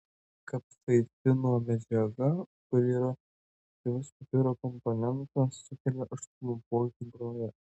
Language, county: Lithuanian, Tauragė